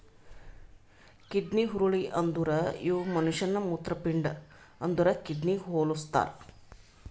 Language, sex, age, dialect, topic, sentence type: Kannada, female, 36-40, Northeastern, agriculture, statement